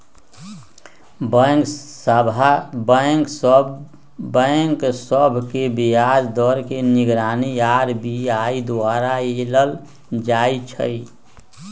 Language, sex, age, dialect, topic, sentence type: Magahi, male, 60-100, Western, banking, statement